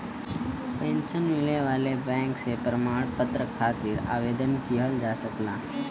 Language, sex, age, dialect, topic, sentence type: Bhojpuri, male, 18-24, Western, banking, statement